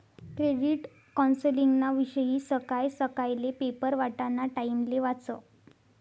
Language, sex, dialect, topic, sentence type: Marathi, female, Northern Konkan, banking, statement